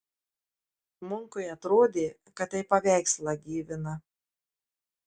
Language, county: Lithuanian, Marijampolė